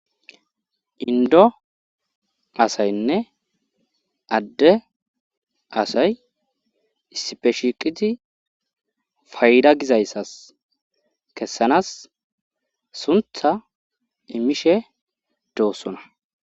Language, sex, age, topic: Gamo, male, 18-24, government